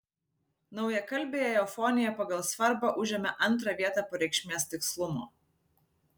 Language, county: Lithuanian, Vilnius